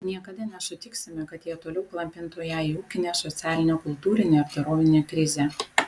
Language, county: Lithuanian, Vilnius